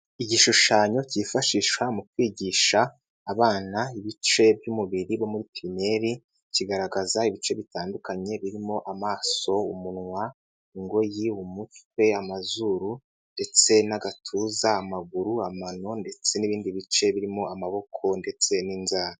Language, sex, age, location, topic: Kinyarwanda, male, 18-24, Nyagatare, education